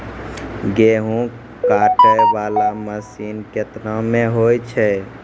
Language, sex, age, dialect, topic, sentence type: Maithili, male, 51-55, Angika, agriculture, question